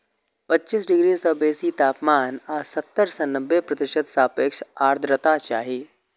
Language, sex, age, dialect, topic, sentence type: Maithili, male, 25-30, Eastern / Thethi, agriculture, statement